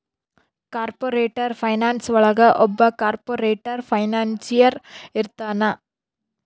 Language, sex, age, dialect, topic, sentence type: Kannada, female, 31-35, Central, banking, statement